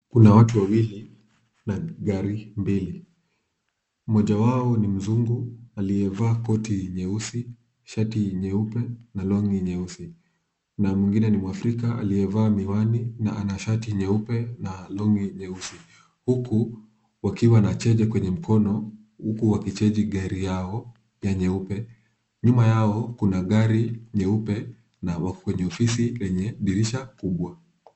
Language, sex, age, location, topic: Swahili, male, 25-35, Kisumu, finance